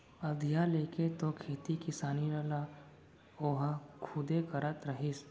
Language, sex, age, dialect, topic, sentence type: Chhattisgarhi, female, 18-24, Central, banking, statement